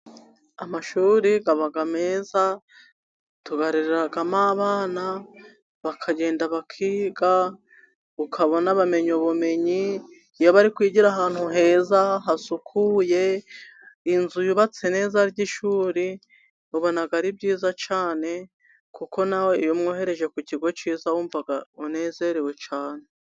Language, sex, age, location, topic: Kinyarwanda, female, 36-49, Musanze, education